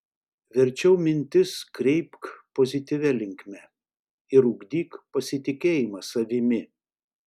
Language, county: Lithuanian, Šiauliai